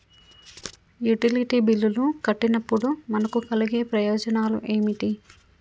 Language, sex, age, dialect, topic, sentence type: Telugu, female, 36-40, Telangana, banking, question